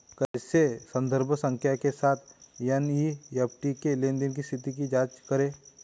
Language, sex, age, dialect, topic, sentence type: Hindi, male, 18-24, Hindustani Malvi Khadi Boli, banking, question